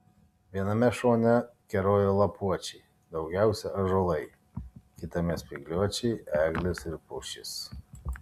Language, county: Lithuanian, Kaunas